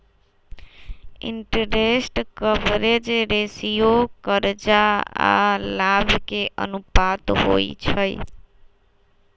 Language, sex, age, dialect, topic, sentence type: Magahi, female, 18-24, Western, banking, statement